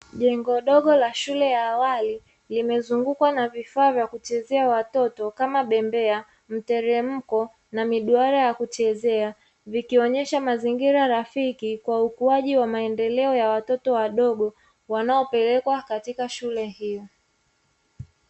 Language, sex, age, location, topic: Swahili, female, 25-35, Dar es Salaam, education